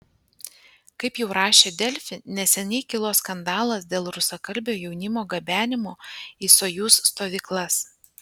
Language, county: Lithuanian, Panevėžys